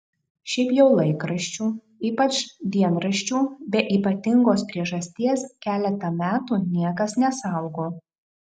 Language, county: Lithuanian, Marijampolė